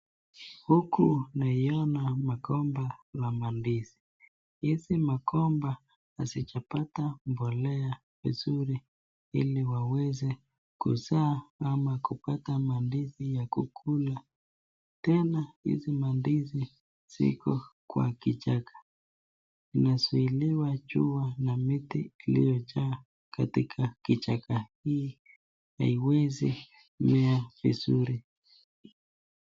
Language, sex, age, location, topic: Swahili, male, 25-35, Nakuru, agriculture